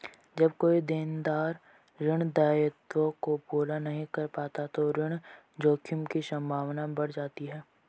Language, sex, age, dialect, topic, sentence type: Hindi, male, 18-24, Marwari Dhudhari, banking, statement